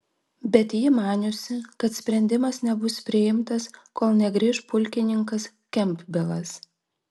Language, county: Lithuanian, Vilnius